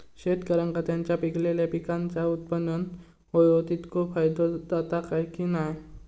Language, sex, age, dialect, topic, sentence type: Marathi, male, 18-24, Southern Konkan, agriculture, question